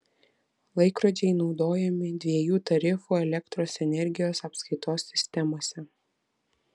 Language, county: Lithuanian, Vilnius